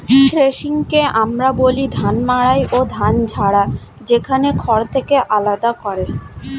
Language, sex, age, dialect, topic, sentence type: Bengali, female, 25-30, Standard Colloquial, agriculture, statement